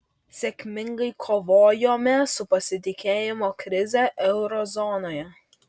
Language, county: Lithuanian, Vilnius